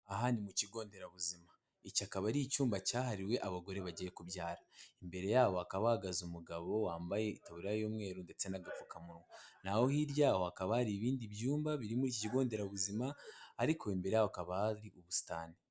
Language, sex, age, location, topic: Kinyarwanda, male, 18-24, Kigali, health